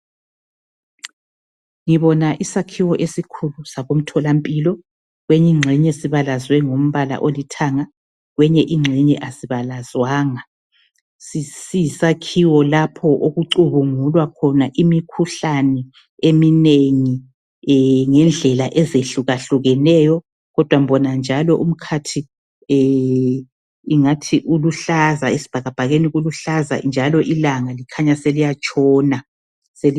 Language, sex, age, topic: North Ndebele, female, 36-49, health